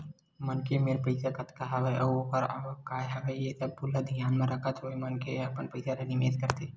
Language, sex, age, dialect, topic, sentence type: Chhattisgarhi, male, 18-24, Western/Budati/Khatahi, banking, statement